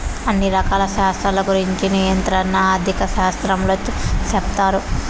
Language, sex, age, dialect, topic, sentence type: Telugu, female, 18-24, Southern, banking, statement